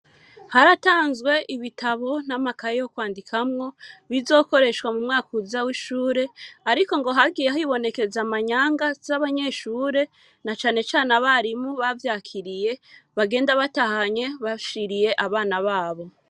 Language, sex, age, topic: Rundi, female, 25-35, education